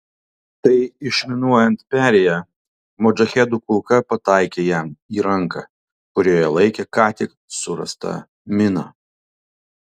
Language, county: Lithuanian, Alytus